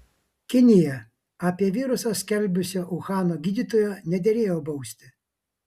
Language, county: Lithuanian, Vilnius